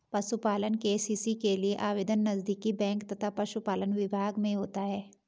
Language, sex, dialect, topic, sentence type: Hindi, female, Garhwali, agriculture, statement